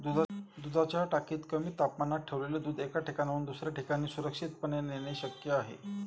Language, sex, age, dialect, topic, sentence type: Marathi, male, 46-50, Standard Marathi, agriculture, statement